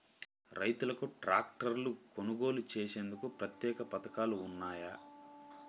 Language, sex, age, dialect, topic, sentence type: Telugu, male, 25-30, Central/Coastal, agriculture, statement